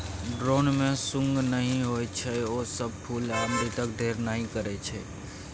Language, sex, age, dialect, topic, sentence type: Maithili, male, 25-30, Bajjika, agriculture, statement